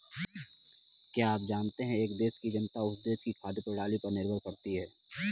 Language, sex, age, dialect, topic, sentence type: Hindi, male, 18-24, Kanauji Braj Bhasha, agriculture, statement